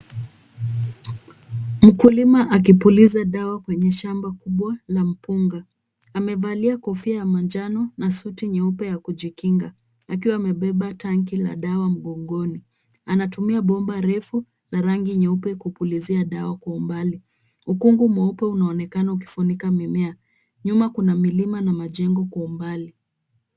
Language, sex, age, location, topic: Swahili, female, 25-35, Kisumu, health